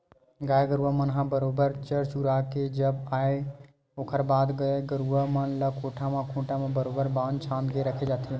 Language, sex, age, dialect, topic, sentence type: Chhattisgarhi, male, 25-30, Western/Budati/Khatahi, agriculture, statement